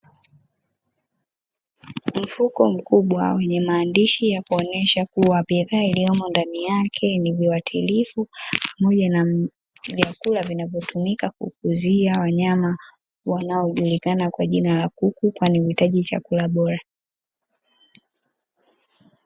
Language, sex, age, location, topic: Swahili, female, 18-24, Dar es Salaam, agriculture